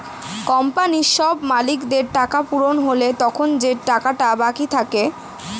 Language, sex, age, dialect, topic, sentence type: Bengali, female, <18, Standard Colloquial, banking, statement